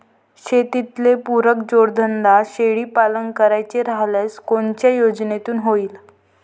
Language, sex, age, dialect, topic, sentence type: Marathi, female, 18-24, Varhadi, agriculture, question